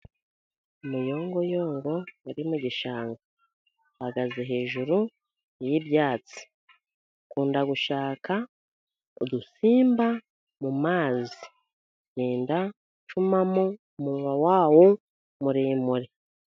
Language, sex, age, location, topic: Kinyarwanda, female, 50+, Musanze, agriculture